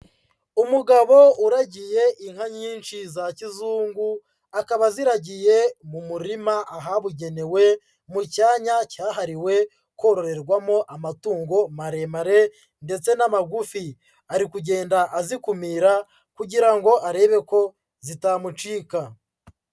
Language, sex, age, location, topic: Kinyarwanda, male, 25-35, Huye, agriculture